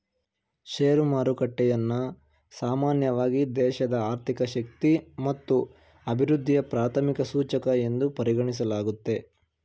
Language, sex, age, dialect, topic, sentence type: Kannada, male, 18-24, Mysore Kannada, banking, statement